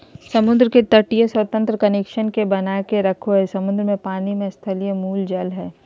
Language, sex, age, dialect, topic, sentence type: Magahi, female, 31-35, Southern, agriculture, statement